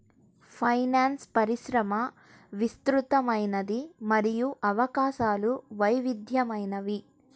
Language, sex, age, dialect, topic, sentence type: Telugu, female, 18-24, Central/Coastal, banking, statement